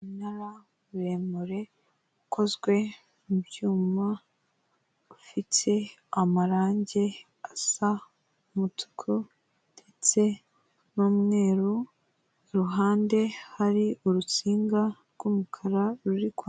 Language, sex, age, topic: Kinyarwanda, female, 18-24, government